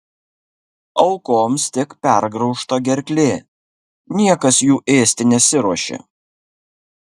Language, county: Lithuanian, Kaunas